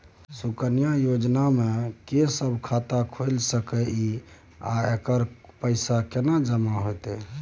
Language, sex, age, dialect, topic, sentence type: Maithili, male, 25-30, Bajjika, banking, question